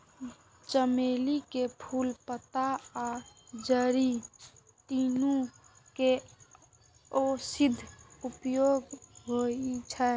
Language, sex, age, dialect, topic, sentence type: Maithili, female, 46-50, Eastern / Thethi, agriculture, statement